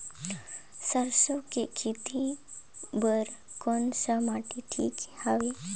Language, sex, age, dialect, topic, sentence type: Chhattisgarhi, female, 31-35, Northern/Bhandar, agriculture, question